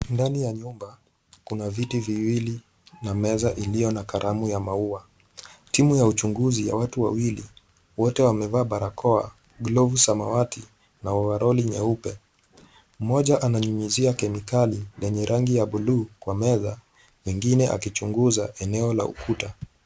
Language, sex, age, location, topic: Swahili, male, 18-24, Kisumu, health